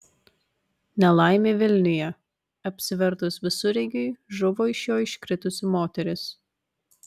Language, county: Lithuanian, Vilnius